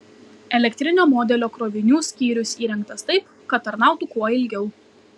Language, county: Lithuanian, Kaunas